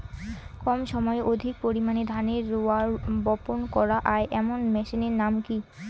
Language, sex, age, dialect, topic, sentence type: Bengali, female, 18-24, Rajbangshi, agriculture, question